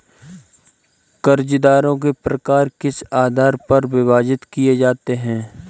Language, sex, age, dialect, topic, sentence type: Hindi, male, 25-30, Kanauji Braj Bhasha, banking, statement